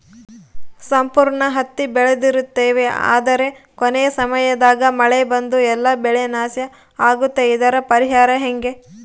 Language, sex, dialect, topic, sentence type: Kannada, female, Central, agriculture, question